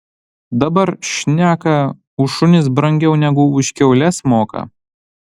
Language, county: Lithuanian, Panevėžys